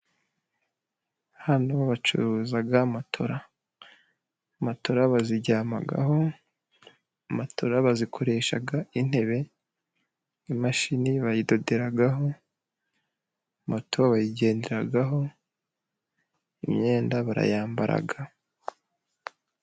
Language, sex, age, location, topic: Kinyarwanda, male, 25-35, Musanze, finance